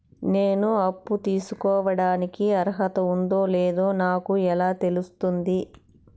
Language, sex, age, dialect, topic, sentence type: Telugu, female, 31-35, Southern, banking, statement